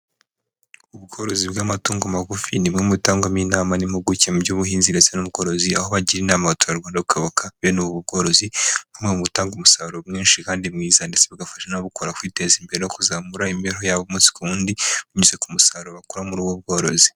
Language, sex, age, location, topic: Kinyarwanda, male, 25-35, Huye, agriculture